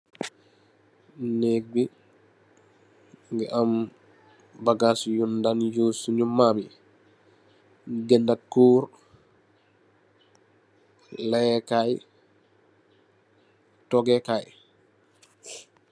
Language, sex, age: Wolof, male, 25-35